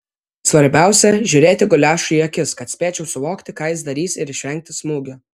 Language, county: Lithuanian, Vilnius